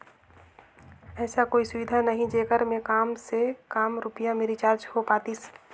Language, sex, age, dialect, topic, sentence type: Chhattisgarhi, female, 25-30, Northern/Bhandar, banking, question